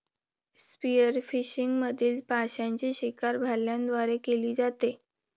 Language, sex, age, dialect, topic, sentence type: Marathi, female, 25-30, Varhadi, agriculture, statement